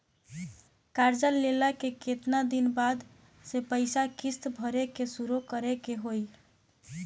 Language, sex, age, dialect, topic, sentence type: Bhojpuri, female, 18-24, Southern / Standard, banking, question